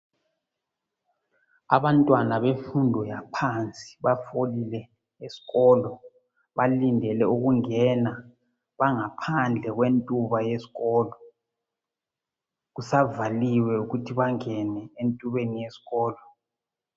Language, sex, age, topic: North Ndebele, male, 36-49, education